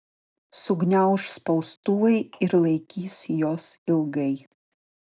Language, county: Lithuanian, Utena